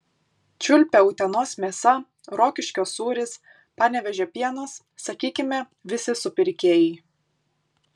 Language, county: Lithuanian, Kaunas